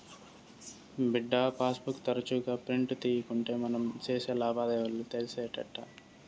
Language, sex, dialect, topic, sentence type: Telugu, male, Southern, banking, statement